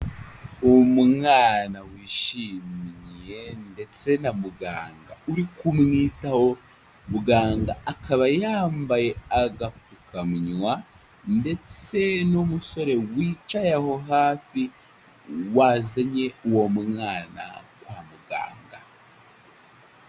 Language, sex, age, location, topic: Kinyarwanda, male, 18-24, Huye, health